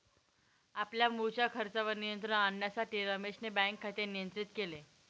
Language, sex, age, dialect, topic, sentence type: Marathi, female, 18-24, Northern Konkan, banking, statement